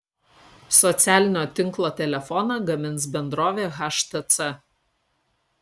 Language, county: Lithuanian, Kaunas